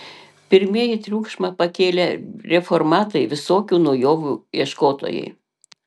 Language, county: Lithuanian, Panevėžys